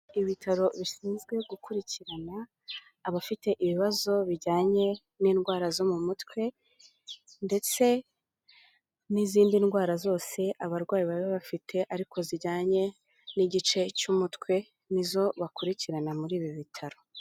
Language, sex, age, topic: Kinyarwanda, female, 18-24, health